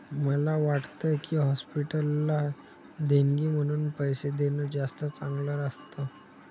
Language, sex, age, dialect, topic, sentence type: Marathi, male, 51-55, Standard Marathi, banking, statement